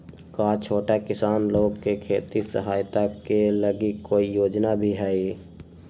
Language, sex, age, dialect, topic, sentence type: Magahi, female, 18-24, Western, agriculture, question